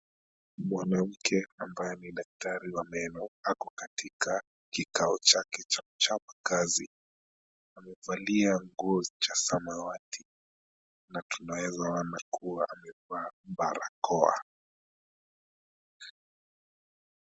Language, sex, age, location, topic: Swahili, male, 25-35, Kisumu, health